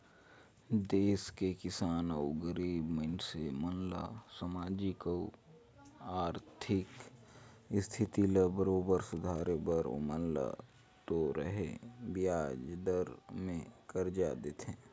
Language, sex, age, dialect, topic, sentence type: Chhattisgarhi, male, 18-24, Northern/Bhandar, banking, statement